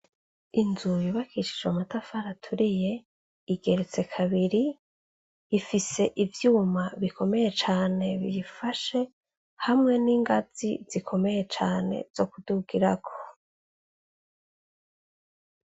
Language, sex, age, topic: Rundi, female, 25-35, education